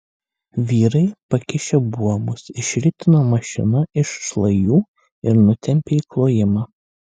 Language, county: Lithuanian, Kaunas